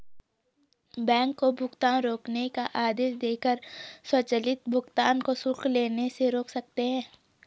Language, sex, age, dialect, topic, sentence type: Hindi, female, 18-24, Garhwali, banking, statement